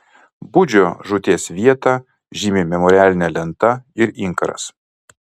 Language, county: Lithuanian, Kaunas